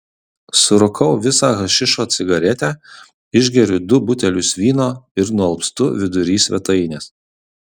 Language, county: Lithuanian, Kaunas